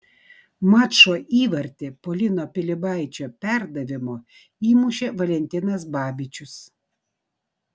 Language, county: Lithuanian, Vilnius